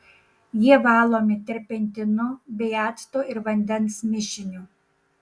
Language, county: Lithuanian, Šiauliai